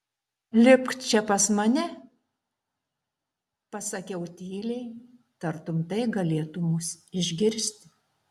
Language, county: Lithuanian, Šiauliai